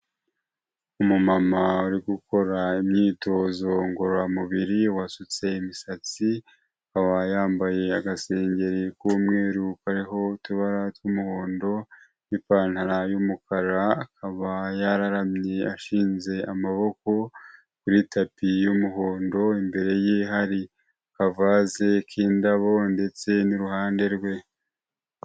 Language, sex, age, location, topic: Kinyarwanda, male, 25-35, Huye, health